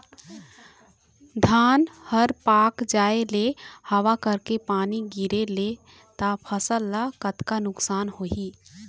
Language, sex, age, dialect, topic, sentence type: Chhattisgarhi, female, 18-24, Eastern, agriculture, question